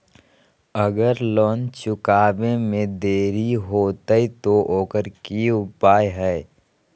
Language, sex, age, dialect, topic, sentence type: Magahi, male, 31-35, Southern, banking, question